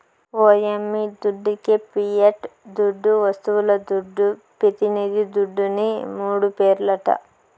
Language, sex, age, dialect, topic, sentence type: Telugu, female, 25-30, Southern, banking, statement